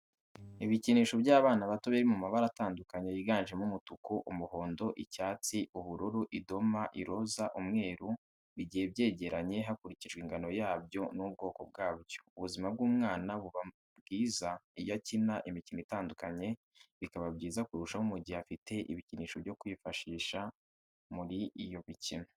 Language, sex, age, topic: Kinyarwanda, male, 18-24, education